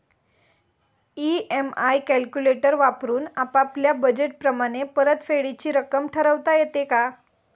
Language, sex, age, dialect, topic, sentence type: Marathi, female, 18-24, Standard Marathi, banking, question